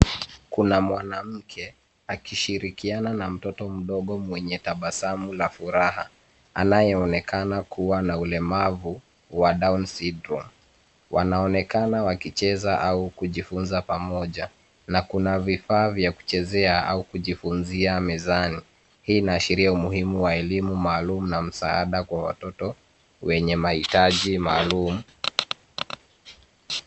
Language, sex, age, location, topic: Swahili, male, 25-35, Nairobi, education